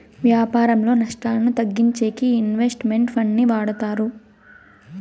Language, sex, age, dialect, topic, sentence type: Telugu, female, 18-24, Southern, banking, statement